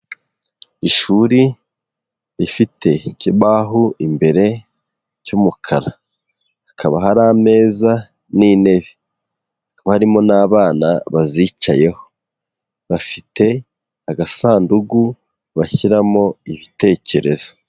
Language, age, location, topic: Kinyarwanda, 18-24, Huye, education